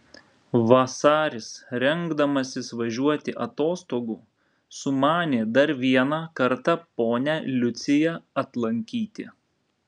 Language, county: Lithuanian, Vilnius